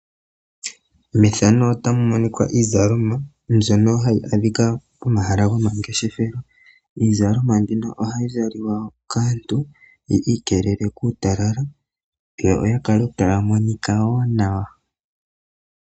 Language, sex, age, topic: Oshiwambo, male, 18-24, finance